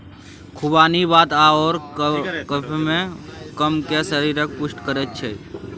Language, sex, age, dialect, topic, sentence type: Maithili, male, 25-30, Bajjika, agriculture, statement